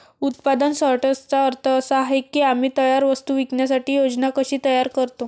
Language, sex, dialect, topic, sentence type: Marathi, female, Varhadi, agriculture, statement